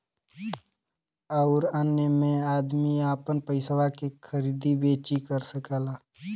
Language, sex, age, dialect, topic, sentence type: Bhojpuri, male, <18, Western, banking, statement